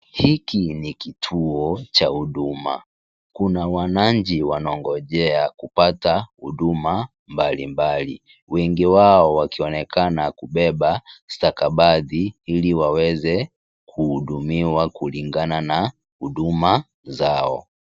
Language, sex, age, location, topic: Swahili, male, 18-24, Kisii, government